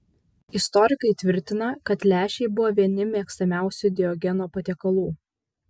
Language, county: Lithuanian, Vilnius